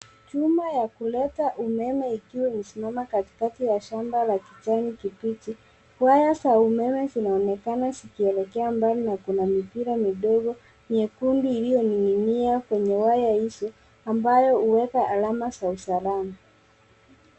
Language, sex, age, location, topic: Swahili, female, 18-24, Nairobi, government